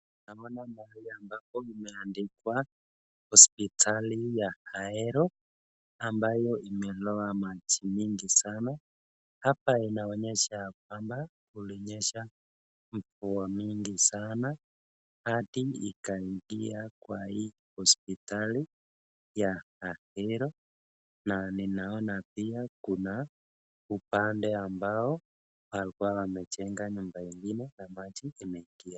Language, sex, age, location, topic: Swahili, male, 25-35, Nakuru, health